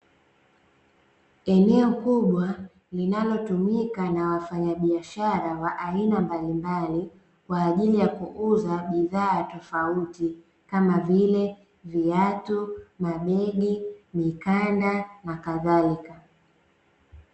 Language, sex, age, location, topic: Swahili, female, 18-24, Dar es Salaam, finance